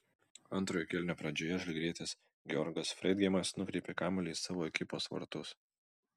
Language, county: Lithuanian, Vilnius